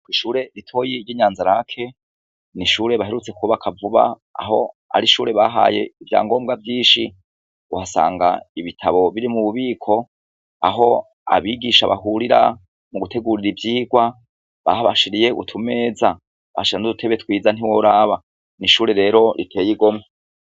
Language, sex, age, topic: Rundi, male, 36-49, education